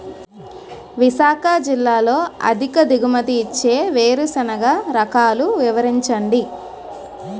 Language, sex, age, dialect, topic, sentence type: Telugu, female, 46-50, Utterandhra, agriculture, question